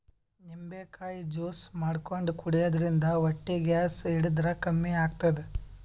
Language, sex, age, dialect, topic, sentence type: Kannada, male, 18-24, Northeastern, agriculture, statement